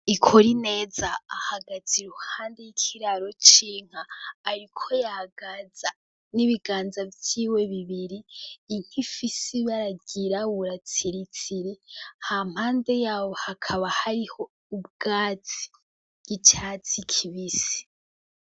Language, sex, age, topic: Rundi, female, 18-24, agriculture